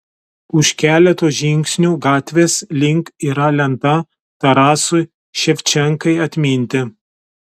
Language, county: Lithuanian, Telšiai